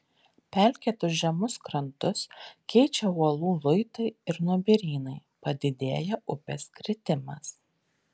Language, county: Lithuanian, Vilnius